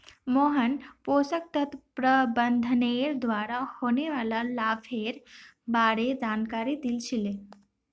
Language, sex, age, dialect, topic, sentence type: Magahi, female, 18-24, Northeastern/Surjapuri, agriculture, statement